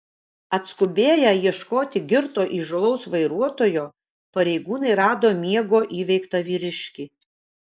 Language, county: Lithuanian, Kaunas